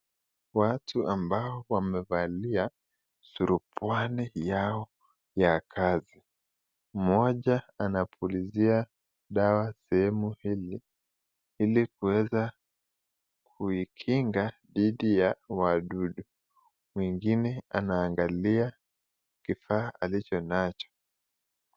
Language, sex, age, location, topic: Swahili, male, 18-24, Nakuru, health